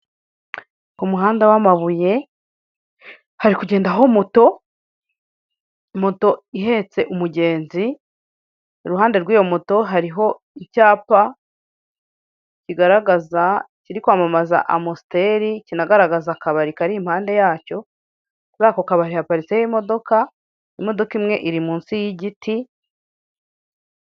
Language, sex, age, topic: Kinyarwanda, female, 36-49, finance